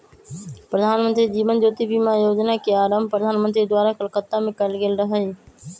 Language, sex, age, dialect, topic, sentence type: Magahi, male, 25-30, Western, banking, statement